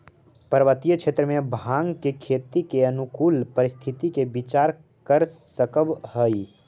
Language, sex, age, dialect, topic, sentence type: Magahi, male, 18-24, Central/Standard, agriculture, statement